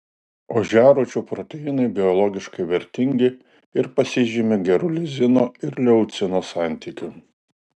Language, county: Lithuanian, Alytus